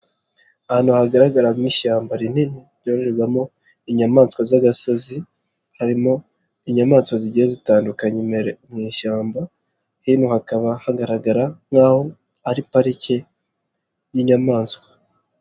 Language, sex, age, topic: Kinyarwanda, male, 25-35, agriculture